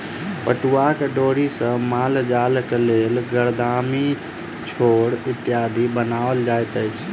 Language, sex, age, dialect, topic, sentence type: Maithili, male, 25-30, Southern/Standard, agriculture, statement